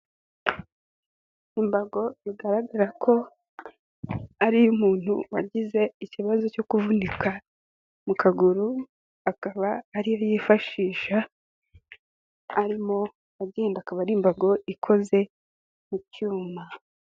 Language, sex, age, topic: Kinyarwanda, female, 18-24, health